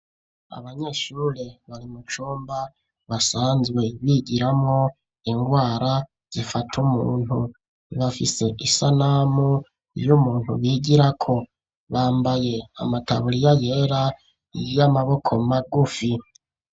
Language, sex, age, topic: Rundi, male, 25-35, education